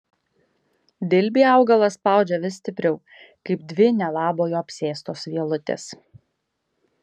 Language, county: Lithuanian, Kaunas